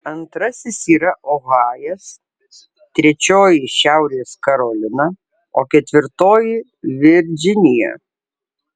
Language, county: Lithuanian, Alytus